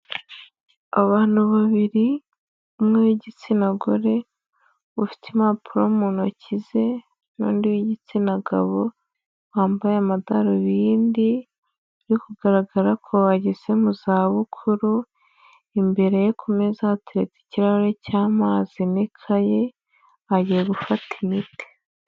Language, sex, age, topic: Kinyarwanda, female, 25-35, health